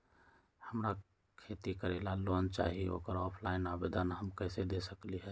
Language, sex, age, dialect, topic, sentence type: Magahi, male, 25-30, Western, banking, question